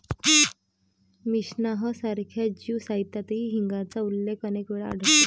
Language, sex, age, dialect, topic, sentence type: Marathi, female, 18-24, Varhadi, agriculture, statement